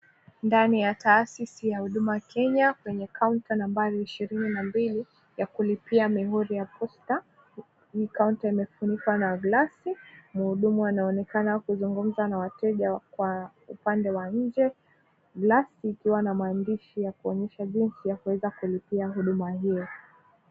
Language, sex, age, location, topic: Swahili, female, 25-35, Mombasa, government